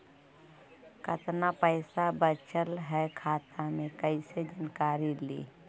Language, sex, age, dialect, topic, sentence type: Magahi, male, 31-35, Central/Standard, banking, question